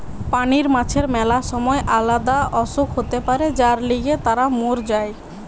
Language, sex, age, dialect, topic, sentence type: Bengali, female, 18-24, Western, agriculture, statement